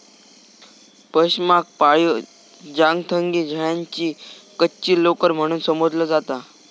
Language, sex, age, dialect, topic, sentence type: Marathi, male, 18-24, Southern Konkan, agriculture, statement